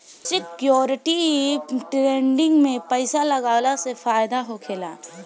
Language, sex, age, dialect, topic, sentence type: Bhojpuri, female, <18, Southern / Standard, banking, statement